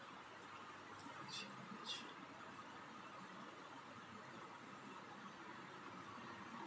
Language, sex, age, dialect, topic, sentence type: Hindi, female, 56-60, Marwari Dhudhari, agriculture, statement